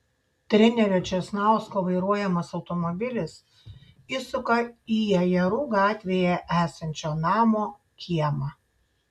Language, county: Lithuanian, Šiauliai